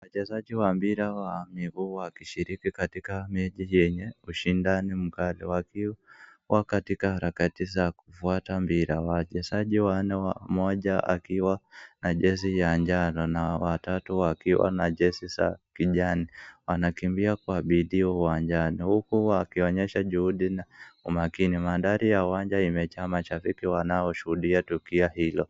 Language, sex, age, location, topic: Swahili, male, 25-35, Nakuru, government